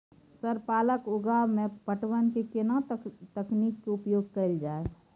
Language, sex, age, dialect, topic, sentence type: Maithili, female, 18-24, Bajjika, agriculture, question